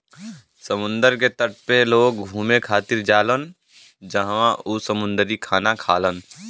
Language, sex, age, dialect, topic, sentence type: Bhojpuri, male, 18-24, Western, agriculture, statement